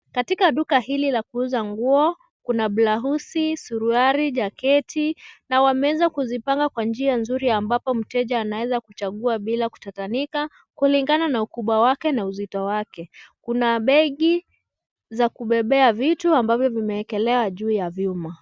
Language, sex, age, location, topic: Swahili, female, 25-35, Nairobi, finance